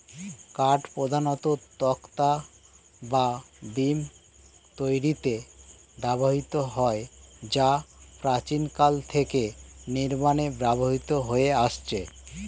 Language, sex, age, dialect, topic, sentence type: Bengali, male, 36-40, Standard Colloquial, agriculture, statement